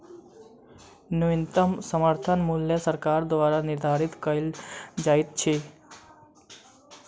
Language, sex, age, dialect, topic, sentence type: Maithili, male, 18-24, Southern/Standard, agriculture, statement